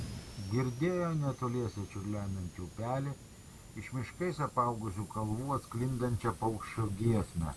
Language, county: Lithuanian, Kaunas